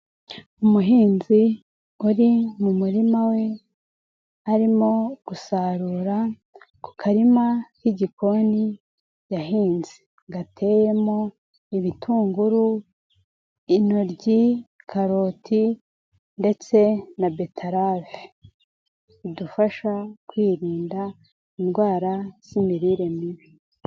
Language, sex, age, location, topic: Kinyarwanda, female, 18-24, Nyagatare, agriculture